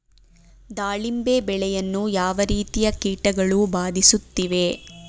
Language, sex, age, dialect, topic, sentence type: Kannada, female, 25-30, Mysore Kannada, agriculture, question